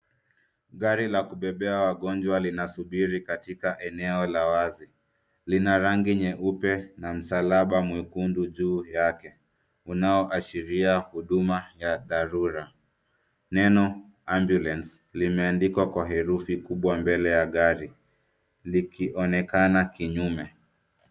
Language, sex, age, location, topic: Swahili, male, 25-35, Nairobi, health